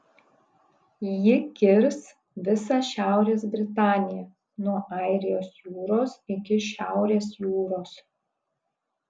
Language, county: Lithuanian, Kaunas